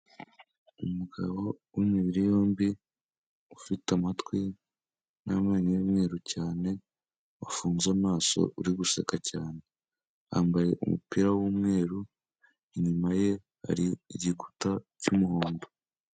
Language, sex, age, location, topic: Kinyarwanda, male, 18-24, Kigali, health